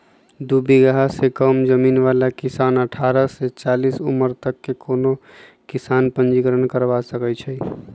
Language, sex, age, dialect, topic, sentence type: Magahi, male, 25-30, Western, agriculture, statement